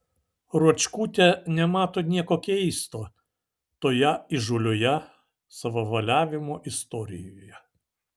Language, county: Lithuanian, Vilnius